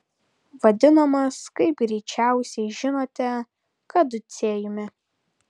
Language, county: Lithuanian, Kaunas